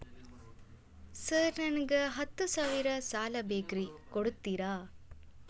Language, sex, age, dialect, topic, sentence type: Kannada, female, 25-30, Dharwad Kannada, banking, question